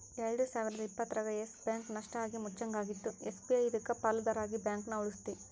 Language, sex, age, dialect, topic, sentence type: Kannada, male, 60-100, Central, banking, statement